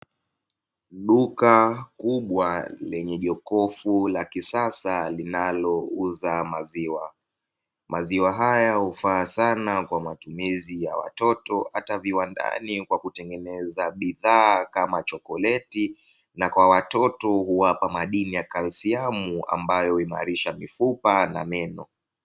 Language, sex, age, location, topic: Swahili, male, 18-24, Dar es Salaam, finance